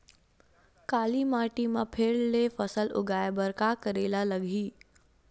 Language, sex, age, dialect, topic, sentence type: Chhattisgarhi, female, 18-24, Western/Budati/Khatahi, agriculture, question